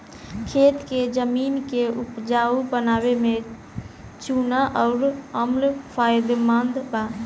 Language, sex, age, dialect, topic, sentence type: Bhojpuri, female, 18-24, Southern / Standard, agriculture, statement